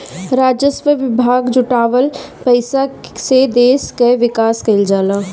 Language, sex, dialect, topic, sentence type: Bhojpuri, female, Northern, banking, statement